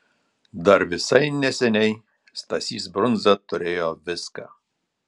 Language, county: Lithuanian, Telšiai